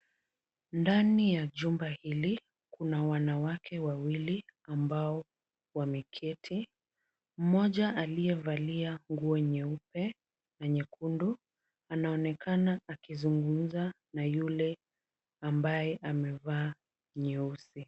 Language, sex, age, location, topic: Swahili, female, 25-35, Kisumu, health